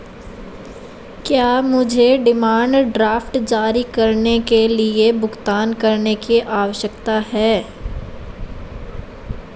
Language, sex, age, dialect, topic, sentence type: Hindi, female, 18-24, Marwari Dhudhari, banking, question